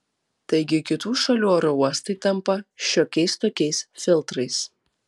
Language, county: Lithuanian, Alytus